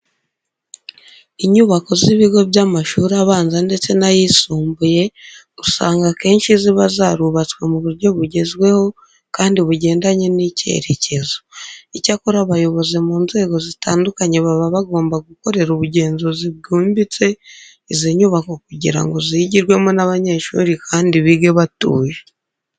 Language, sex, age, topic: Kinyarwanda, female, 25-35, education